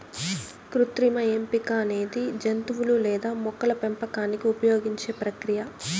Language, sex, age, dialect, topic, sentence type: Telugu, female, 18-24, Southern, agriculture, statement